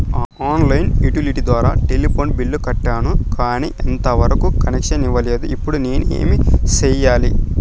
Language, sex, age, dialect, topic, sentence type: Telugu, male, 18-24, Southern, banking, question